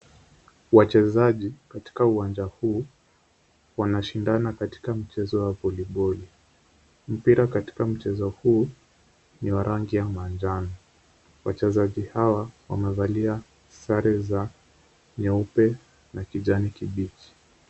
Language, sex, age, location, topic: Swahili, male, 18-24, Kisumu, government